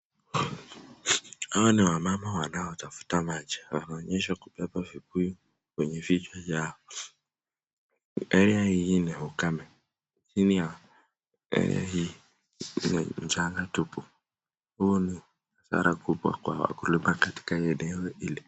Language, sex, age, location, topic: Swahili, male, 18-24, Nakuru, health